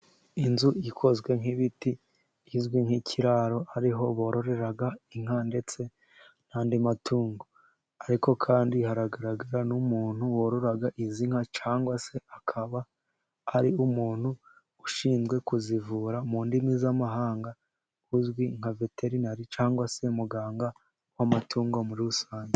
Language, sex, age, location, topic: Kinyarwanda, male, 18-24, Musanze, agriculture